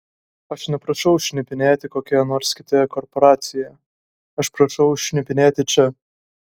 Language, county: Lithuanian, Kaunas